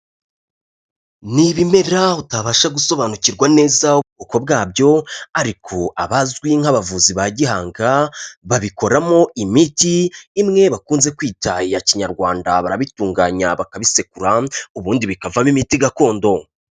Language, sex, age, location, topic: Kinyarwanda, male, 25-35, Kigali, health